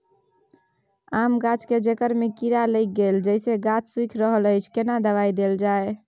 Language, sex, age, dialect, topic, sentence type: Maithili, female, 18-24, Bajjika, agriculture, question